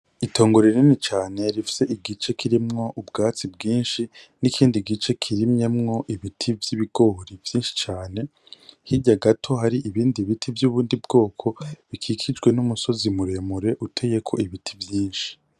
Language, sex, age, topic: Rundi, male, 18-24, agriculture